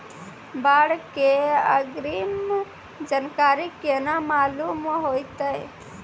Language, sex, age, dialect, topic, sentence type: Maithili, female, 18-24, Angika, agriculture, question